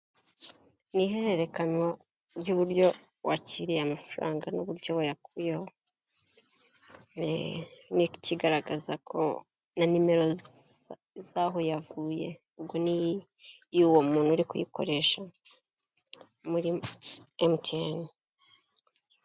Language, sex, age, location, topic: Kinyarwanda, female, 25-35, Kigali, finance